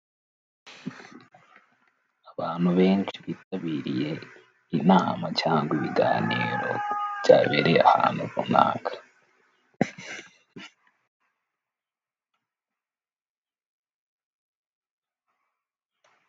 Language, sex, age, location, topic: Kinyarwanda, male, 18-24, Nyagatare, government